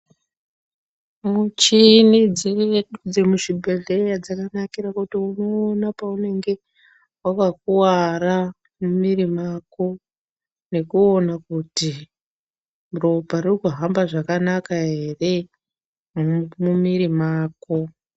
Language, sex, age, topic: Ndau, female, 36-49, health